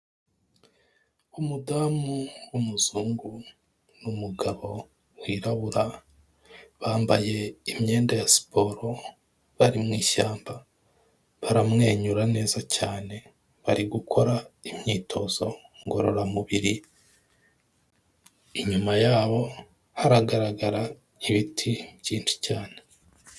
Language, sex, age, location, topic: Kinyarwanda, male, 25-35, Kigali, health